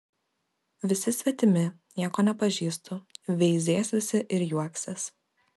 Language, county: Lithuanian, Kaunas